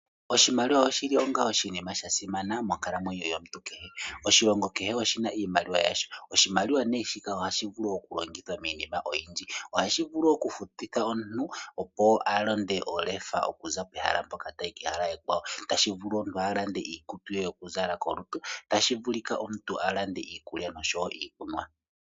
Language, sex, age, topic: Oshiwambo, male, 18-24, finance